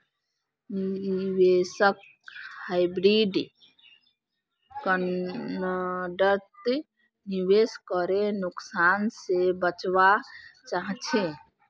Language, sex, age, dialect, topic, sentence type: Magahi, female, 18-24, Northeastern/Surjapuri, banking, statement